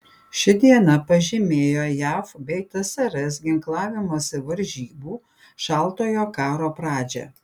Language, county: Lithuanian, Panevėžys